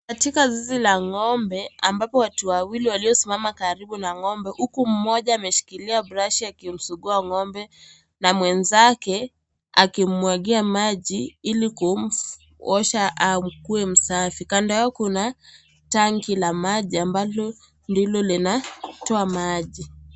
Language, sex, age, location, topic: Swahili, female, 18-24, Kisii, agriculture